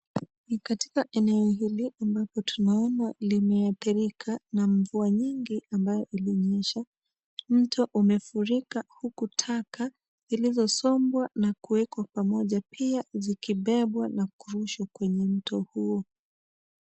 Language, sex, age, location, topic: Swahili, female, 25-35, Nairobi, government